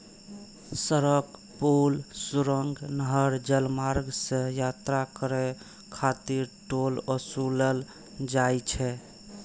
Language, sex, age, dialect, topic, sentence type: Maithili, male, 25-30, Eastern / Thethi, banking, statement